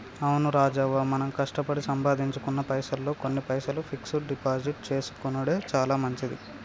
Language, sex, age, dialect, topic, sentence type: Telugu, male, 18-24, Telangana, banking, statement